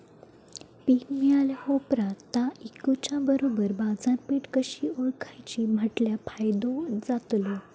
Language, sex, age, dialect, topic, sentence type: Marathi, female, 18-24, Southern Konkan, agriculture, question